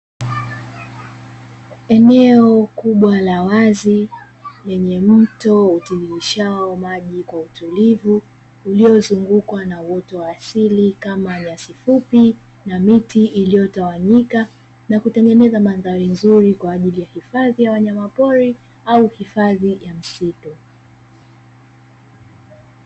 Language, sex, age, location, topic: Swahili, female, 25-35, Dar es Salaam, agriculture